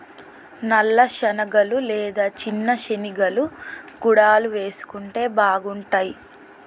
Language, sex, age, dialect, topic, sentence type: Telugu, female, 18-24, Telangana, agriculture, statement